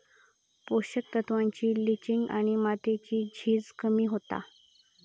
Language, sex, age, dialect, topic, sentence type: Marathi, female, 18-24, Southern Konkan, agriculture, statement